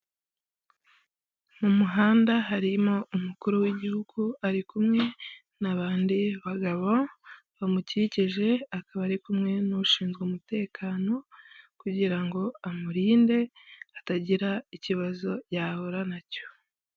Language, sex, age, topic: Kinyarwanda, female, 25-35, government